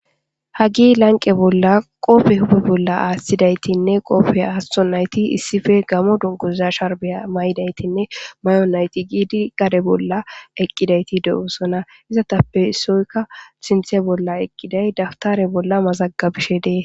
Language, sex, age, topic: Gamo, female, 25-35, government